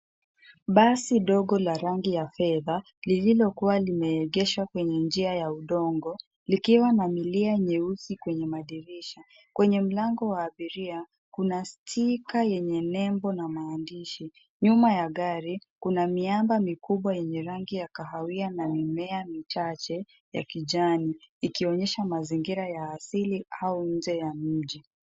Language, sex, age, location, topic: Swahili, female, 25-35, Nairobi, finance